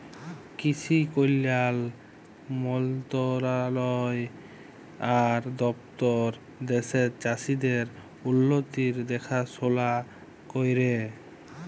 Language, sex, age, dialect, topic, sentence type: Bengali, male, 25-30, Jharkhandi, agriculture, statement